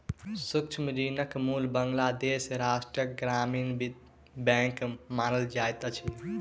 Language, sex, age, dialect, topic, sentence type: Maithili, male, 18-24, Southern/Standard, banking, statement